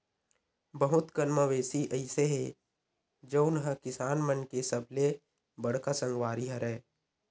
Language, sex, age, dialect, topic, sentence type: Chhattisgarhi, male, 18-24, Western/Budati/Khatahi, agriculture, statement